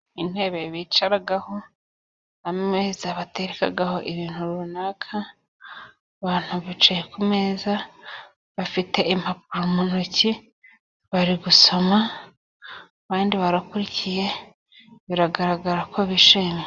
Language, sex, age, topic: Kinyarwanda, female, 25-35, government